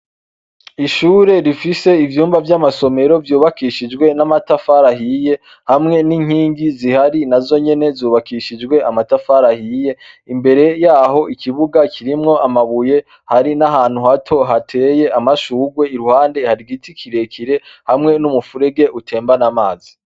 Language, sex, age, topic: Rundi, male, 25-35, education